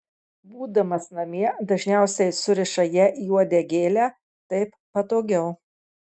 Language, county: Lithuanian, Marijampolė